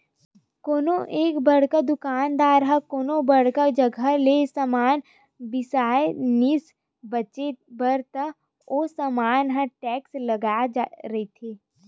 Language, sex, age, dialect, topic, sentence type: Chhattisgarhi, female, 18-24, Western/Budati/Khatahi, banking, statement